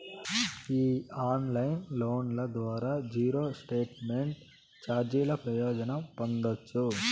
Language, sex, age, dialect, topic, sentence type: Telugu, male, 18-24, Southern, banking, statement